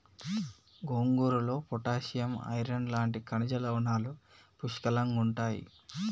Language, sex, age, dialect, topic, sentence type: Telugu, male, 18-24, Telangana, agriculture, statement